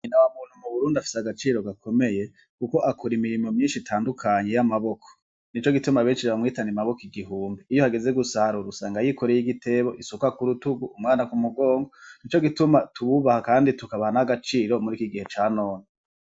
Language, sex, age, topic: Rundi, male, 25-35, agriculture